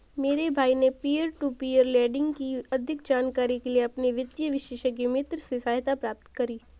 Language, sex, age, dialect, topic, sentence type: Hindi, female, 18-24, Marwari Dhudhari, banking, statement